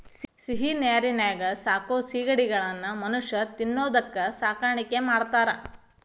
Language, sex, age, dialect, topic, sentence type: Kannada, female, 31-35, Dharwad Kannada, agriculture, statement